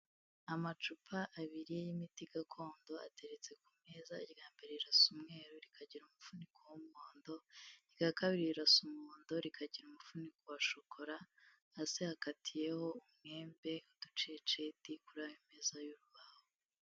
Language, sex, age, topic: Kinyarwanda, female, 18-24, health